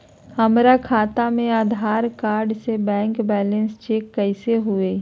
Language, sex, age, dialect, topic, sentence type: Magahi, female, 36-40, Southern, banking, question